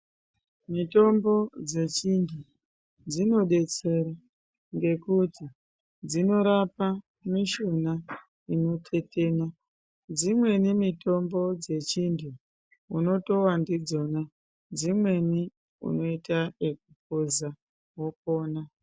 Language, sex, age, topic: Ndau, female, 18-24, health